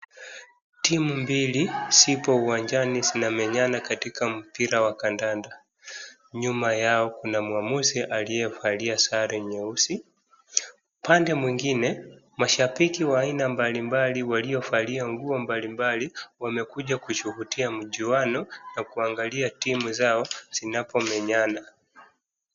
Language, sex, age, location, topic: Swahili, male, 25-35, Wajir, government